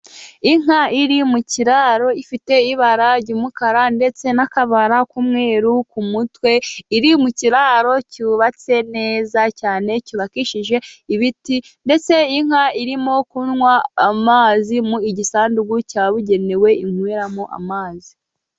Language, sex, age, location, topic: Kinyarwanda, female, 18-24, Musanze, agriculture